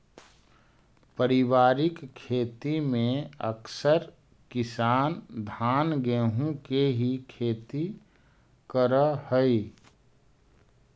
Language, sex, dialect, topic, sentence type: Magahi, male, Central/Standard, agriculture, statement